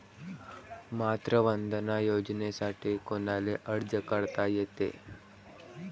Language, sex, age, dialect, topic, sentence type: Marathi, male, 25-30, Varhadi, banking, question